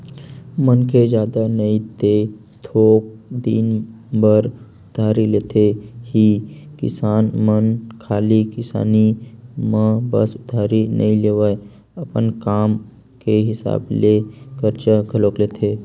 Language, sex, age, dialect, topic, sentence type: Chhattisgarhi, male, 18-24, Western/Budati/Khatahi, banking, statement